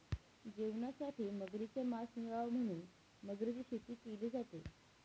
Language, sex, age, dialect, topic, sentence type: Marathi, female, 18-24, Northern Konkan, agriculture, statement